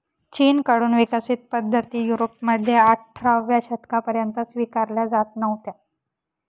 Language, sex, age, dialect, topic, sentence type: Marathi, female, 18-24, Northern Konkan, agriculture, statement